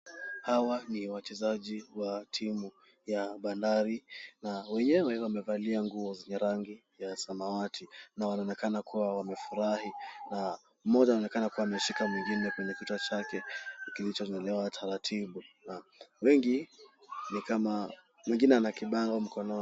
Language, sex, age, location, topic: Swahili, male, 18-24, Kisumu, government